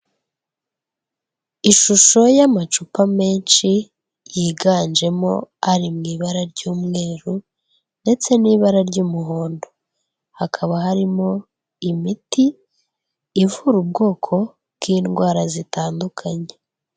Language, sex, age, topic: Kinyarwanda, female, 18-24, health